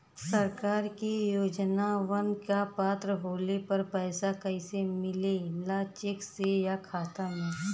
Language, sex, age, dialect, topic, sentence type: Bhojpuri, female, 31-35, Western, banking, question